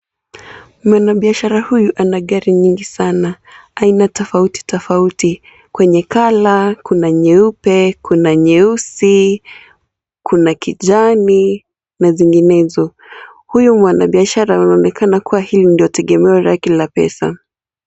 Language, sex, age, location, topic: Swahili, female, 18-24, Kisii, finance